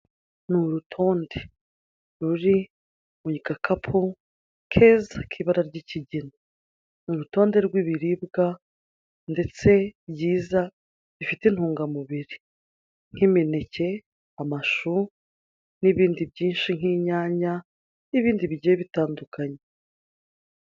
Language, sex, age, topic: Kinyarwanda, female, 25-35, finance